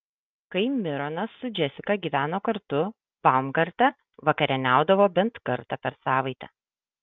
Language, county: Lithuanian, Kaunas